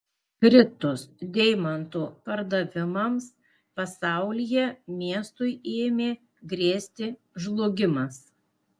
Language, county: Lithuanian, Klaipėda